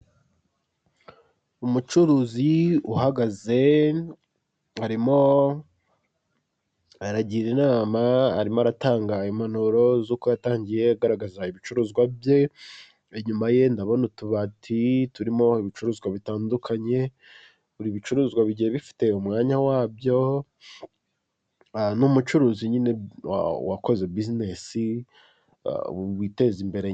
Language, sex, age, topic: Kinyarwanda, male, 18-24, finance